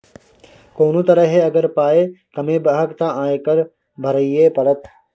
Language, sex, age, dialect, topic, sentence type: Maithili, male, 18-24, Bajjika, banking, statement